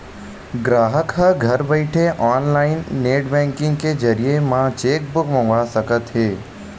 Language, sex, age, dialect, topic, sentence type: Chhattisgarhi, male, 18-24, Western/Budati/Khatahi, banking, statement